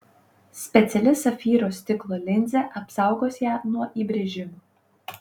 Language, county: Lithuanian, Panevėžys